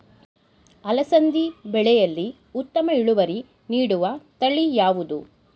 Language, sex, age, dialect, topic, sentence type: Kannada, female, 31-35, Mysore Kannada, agriculture, question